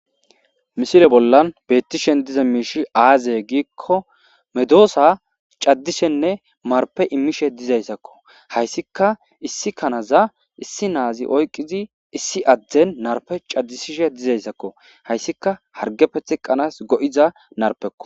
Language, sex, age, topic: Gamo, male, 25-35, agriculture